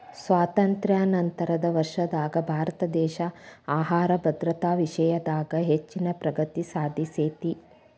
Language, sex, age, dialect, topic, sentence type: Kannada, female, 41-45, Dharwad Kannada, agriculture, statement